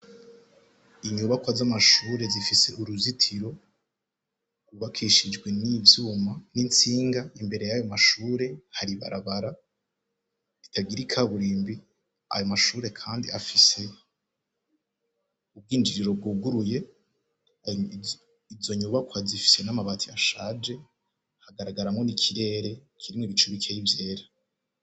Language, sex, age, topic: Rundi, male, 18-24, education